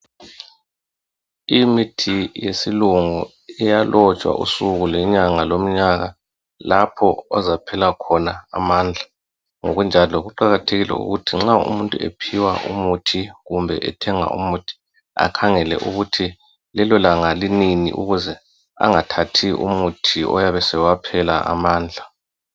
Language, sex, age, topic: North Ndebele, male, 36-49, health